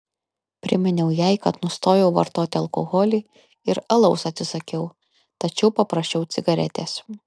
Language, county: Lithuanian, Kaunas